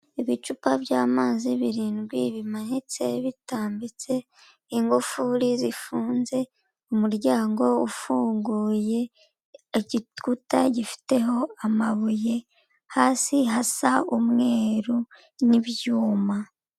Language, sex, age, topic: Kinyarwanda, female, 25-35, finance